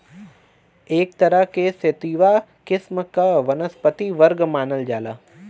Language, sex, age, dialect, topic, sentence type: Bhojpuri, male, 31-35, Western, agriculture, statement